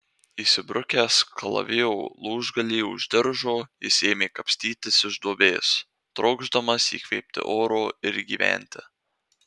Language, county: Lithuanian, Marijampolė